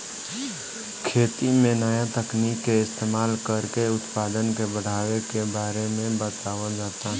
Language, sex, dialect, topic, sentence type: Bhojpuri, male, Southern / Standard, agriculture, statement